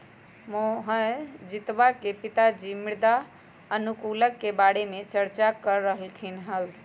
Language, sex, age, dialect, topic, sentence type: Magahi, female, 56-60, Western, agriculture, statement